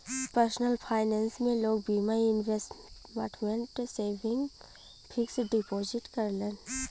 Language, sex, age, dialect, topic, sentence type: Bhojpuri, female, 18-24, Western, banking, statement